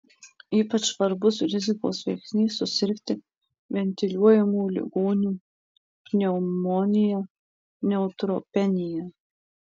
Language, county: Lithuanian, Marijampolė